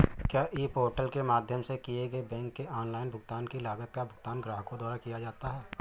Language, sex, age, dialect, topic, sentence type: Hindi, male, 25-30, Awadhi Bundeli, banking, question